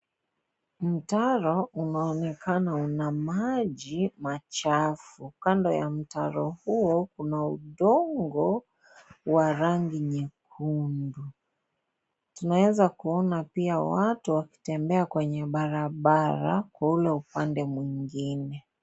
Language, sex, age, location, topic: Swahili, male, 25-35, Kisii, government